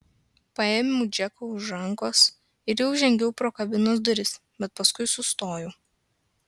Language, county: Lithuanian, Klaipėda